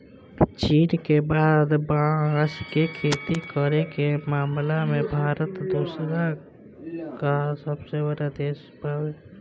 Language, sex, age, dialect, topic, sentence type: Bhojpuri, male, <18, Southern / Standard, agriculture, statement